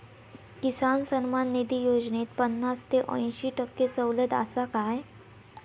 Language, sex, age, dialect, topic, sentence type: Marathi, female, 18-24, Southern Konkan, agriculture, question